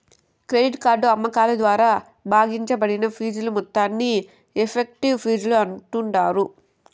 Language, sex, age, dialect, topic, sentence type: Telugu, female, 18-24, Southern, banking, statement